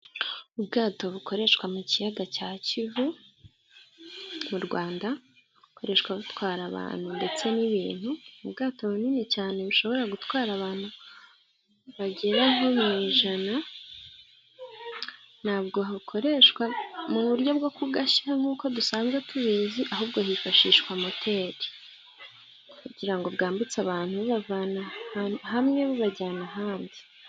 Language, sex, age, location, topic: Kinyarwanda, female, 18-24, Gakenke, government